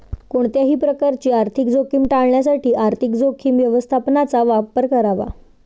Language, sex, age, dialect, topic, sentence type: Marathi, female, 18-24, Standard Marathi, banking, statement